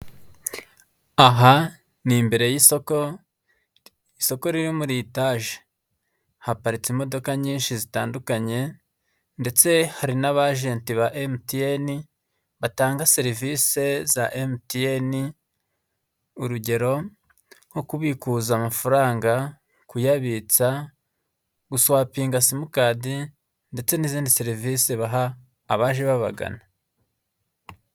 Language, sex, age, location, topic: Kinyarwanda, male, 25-35, Nyagatare, finance